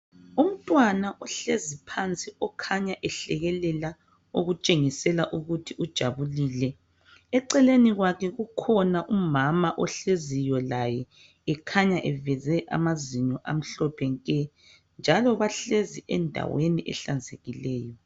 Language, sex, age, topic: North Ndebele, female, 18-24, health